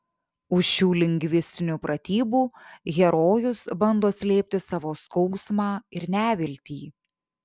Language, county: Lithuanian, Šiauliai